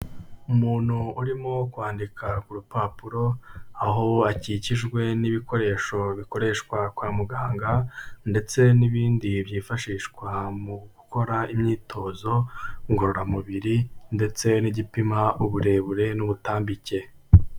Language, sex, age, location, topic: Kinyarwanda, male, 18-24, Kigali, health